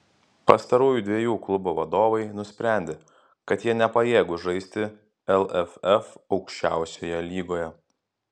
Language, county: Lithuanian, Klaipėda